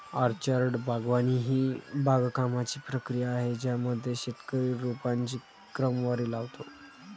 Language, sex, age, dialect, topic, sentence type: Marathi, female, 46-50, Varhadi, agriculture, statement